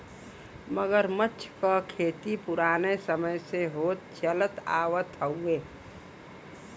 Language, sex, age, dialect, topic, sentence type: Bhojpuri, female, 41-45, Western, agriculture, statement